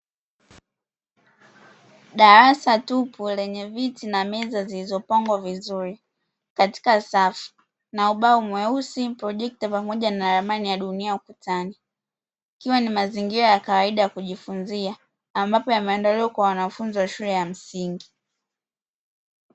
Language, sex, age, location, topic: Swahili, female, 18-24, Dar es Salaam, education